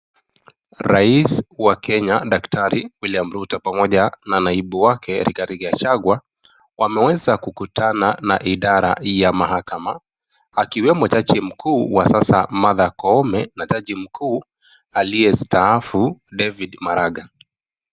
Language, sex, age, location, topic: Swahili, male, 25-35, Nakuru, government